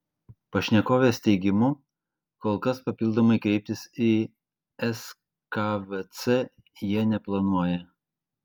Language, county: Lithuanian, Klaipėda